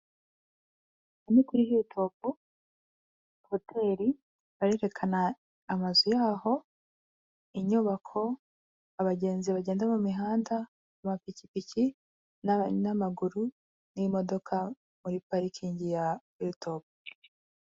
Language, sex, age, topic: Kinyarwanda, female, 25-35, government